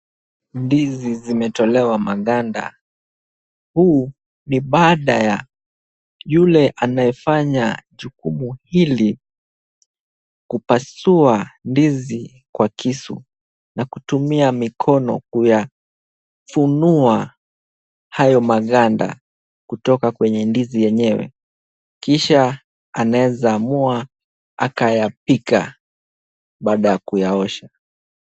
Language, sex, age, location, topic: Swahili, male, 18-24, Kisumu, agriculture